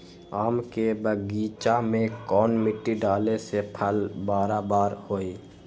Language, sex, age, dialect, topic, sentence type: Magahi, male, 18-24, Western, agriculture, question